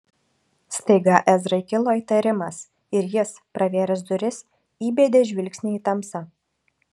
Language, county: Lithuanian, Šiauliai